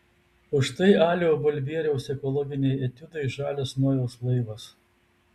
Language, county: Lithuanian, Tauragė